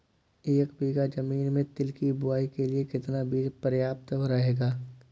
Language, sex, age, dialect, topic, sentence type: Hindi, male, 18-24, Awadhi Bundeli, agriculture, question